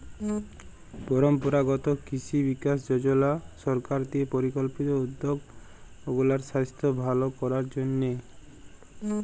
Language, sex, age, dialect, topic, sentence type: Bengali, male, 25-30, Jharkhandi, agriculture, statement